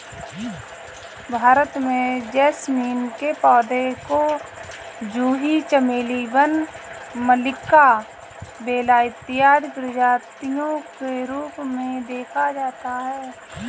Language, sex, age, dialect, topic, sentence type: Hindi, female, 25-30, Kanauji Braj Bhasha, agriculture, statement